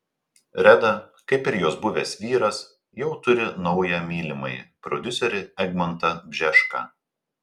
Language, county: Lithuanian, Telšiai